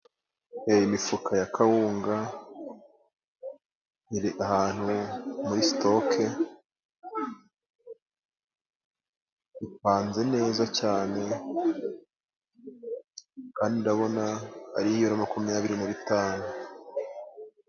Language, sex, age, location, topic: Kinyarwanda, male, 25-35, Musanze, agriculture